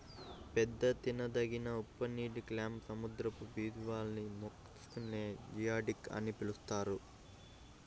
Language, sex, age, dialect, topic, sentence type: Telugu, male, 56-60, Central/Coastal, agriculture, statement